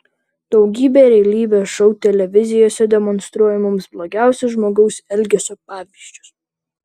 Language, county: Lithuanian, Vilnius